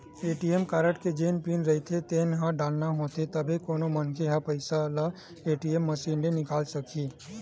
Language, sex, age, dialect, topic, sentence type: Chhattisgarhi, male, 18-24, Western/Budati/Khatahi, banking, statement